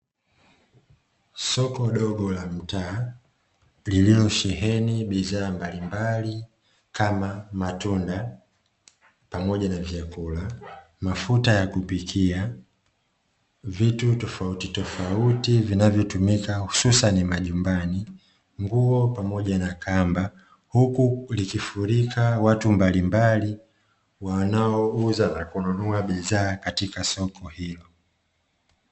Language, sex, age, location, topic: Swahili, male, 25-35, Dar es Salaam, finance